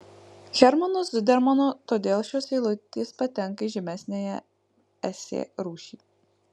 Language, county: Lithuanian, Marijampolė